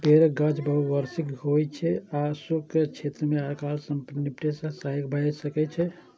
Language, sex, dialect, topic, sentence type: Maithili, male, Eastern / Thethi, agriculture, statement